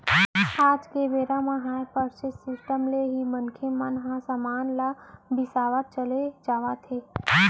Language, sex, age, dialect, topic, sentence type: Chhattisgarhi, female, 18-24, Central, banking, statement